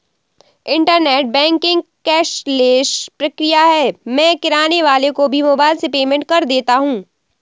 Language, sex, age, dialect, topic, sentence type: Hindi, female, 60-100, Awadhi Bundeli, banking, statement